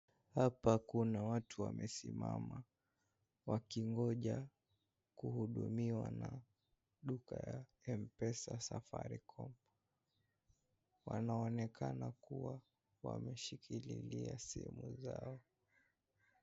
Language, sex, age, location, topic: Swahili, male, 18-24, Kisii, finance